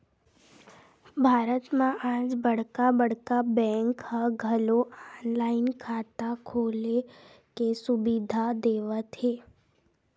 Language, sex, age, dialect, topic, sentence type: Chhattisgarhi, female, 18-24, Western/Budati/Khatahi, banking, statement